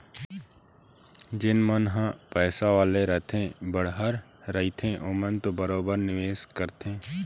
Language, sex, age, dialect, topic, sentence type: Chhattisgarhi, male, 18-24, Eastern, banking, statement